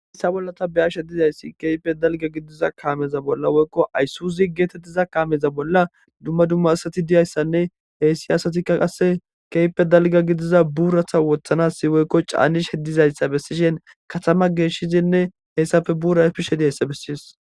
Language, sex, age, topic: Gamo, male, 18-24, government